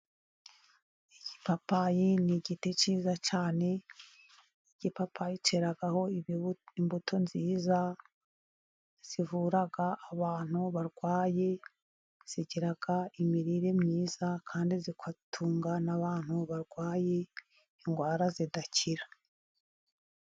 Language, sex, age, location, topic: Kinyarwanda, female, 50+, Musanze, agriculture